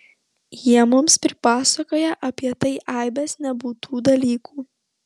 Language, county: Lithuanian, Vilnius